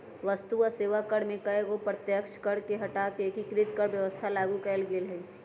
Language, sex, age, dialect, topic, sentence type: Magahi, female, 31-35, Western, banking, statement